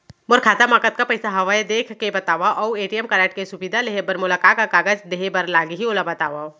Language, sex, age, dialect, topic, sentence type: Chhattisgarhi, female, 36-40, Central, banking, question